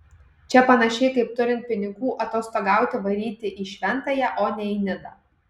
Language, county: Lithuanian, Kaunas